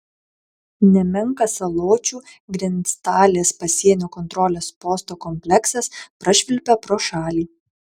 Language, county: Lithuanian, Kaunas